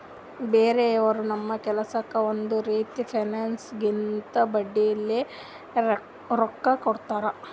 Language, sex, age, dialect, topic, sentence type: Kannada, female, 60-100, Northeastern, banking, statement